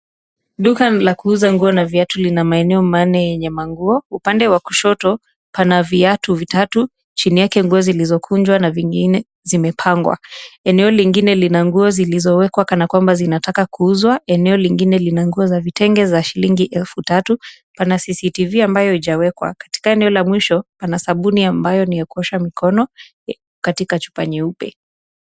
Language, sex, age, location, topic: Swahili, female, 18-24, Kisumu, finance